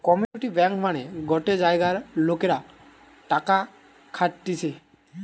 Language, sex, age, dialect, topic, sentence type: Bengali, male, 18-24, Western, banking, statement